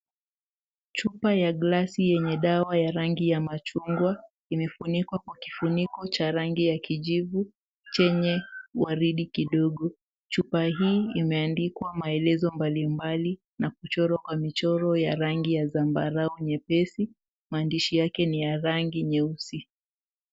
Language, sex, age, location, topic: Swahili, female, 18-24, Mombasa, health